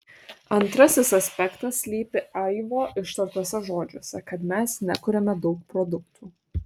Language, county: Lithuanian, Kaunas